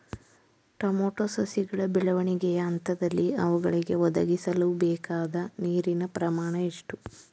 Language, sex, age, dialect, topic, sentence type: Kannada, female, 18-24, Mysore Kannada, agriculture, question